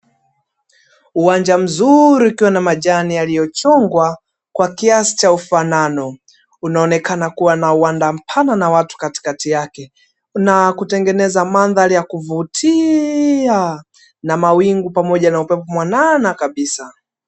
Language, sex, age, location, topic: Swahili, male, 18-24, Dar es Salaam, health